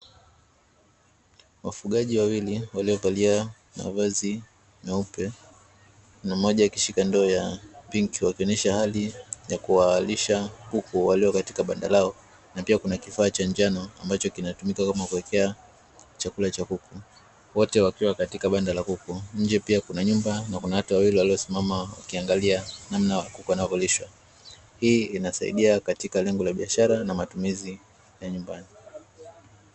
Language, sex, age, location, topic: Swahili, male, 25-35, Dar es Salaam, agriculture